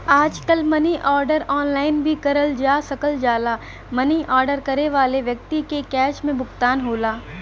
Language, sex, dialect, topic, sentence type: Bhojpuri, female, Western, banking, statement